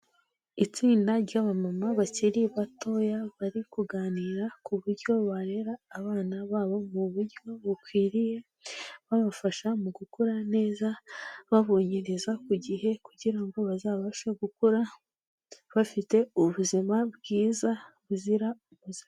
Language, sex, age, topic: Kinyarwanda, female, 18-24, health